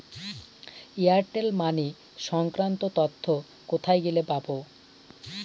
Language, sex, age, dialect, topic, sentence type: Bengali, male, 18-24, Northern/Varendri, banking, question